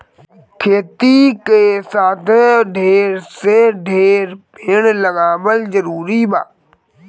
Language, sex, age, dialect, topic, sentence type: Bhojpuri, male, 18-24, Northern, agriculture, statement